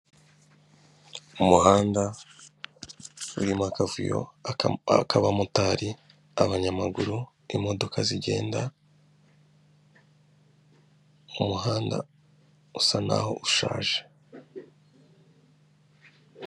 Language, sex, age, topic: Kinyarwanda, male, 25-35, government